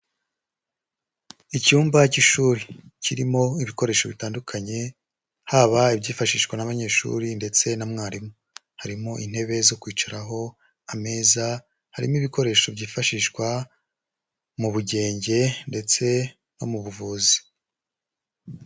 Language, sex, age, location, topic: Kinyarwanda, male, 25-35, Huye, education